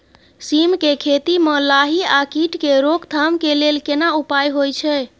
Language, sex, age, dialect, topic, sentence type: Maithili, female, 31-35, Bajjika, agriculture, question